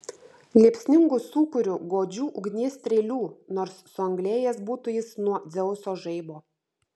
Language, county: Lithuanian, Vilnius